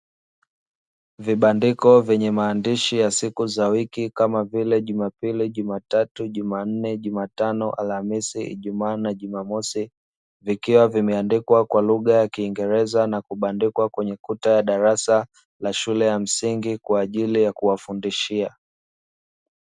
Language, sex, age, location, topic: Swahili, male, 25-35, Dar es Salaam, education